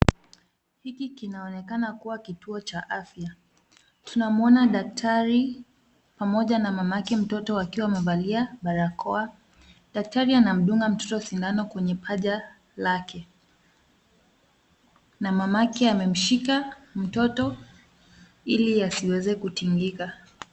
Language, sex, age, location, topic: Swahili, female, 25-35, Kisumu, health